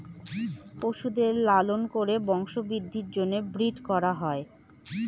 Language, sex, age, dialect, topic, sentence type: Bengali, female, 25-30, Northern/Varendri, agriculture, statement